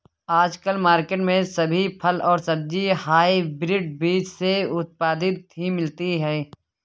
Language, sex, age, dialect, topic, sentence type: Hindi, male, 18-24, Kanauji Braj Bhasha, agriculture, statement